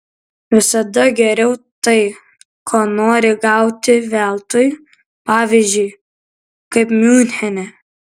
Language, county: Lithuanian, Kaunas